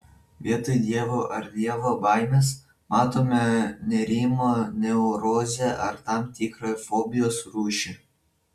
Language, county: Lithuanian, Vilnius